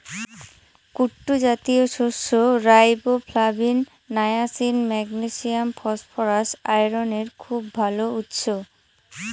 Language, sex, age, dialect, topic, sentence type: Bengali, female, 18-24, Northern/Varendri, agriculture, statement